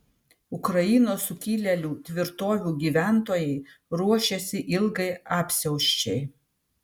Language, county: Lithuanian, Vilnius